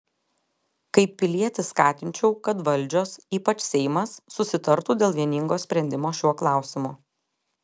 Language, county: Lithuanian, Telšiai